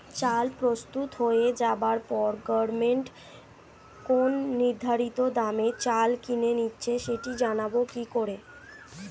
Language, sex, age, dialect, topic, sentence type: Bengali, female, 25-30, Standard Colloquial, agriculture, question